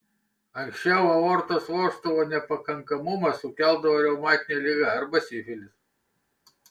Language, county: Lithuanian, Kaunas